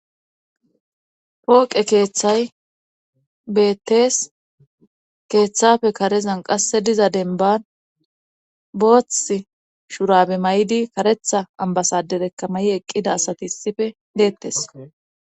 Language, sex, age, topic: Gamo, female, 25-35, government